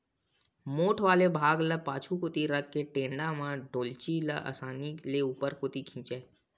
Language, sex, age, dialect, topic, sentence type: Chhattisgarhi, male, 18-24, Western/Budati/Khatahi, agriculture, statement